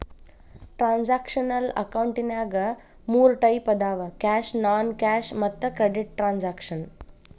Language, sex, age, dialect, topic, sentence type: Kannada, female, 25-30, Dharwad Kannada, banking, statement